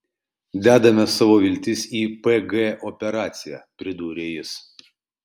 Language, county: Lithuanian, Kaunas